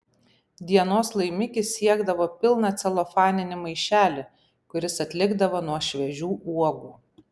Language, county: Lithuanian, Panevėžys